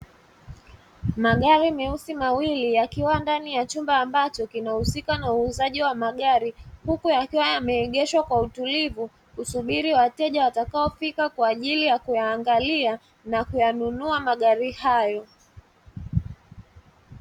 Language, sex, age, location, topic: Swahili, male, 25-35, Dar es Salaam, finance